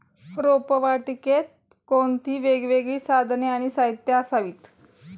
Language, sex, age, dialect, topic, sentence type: Marathi, female, 18-24, Standard Marathi, agriculture, question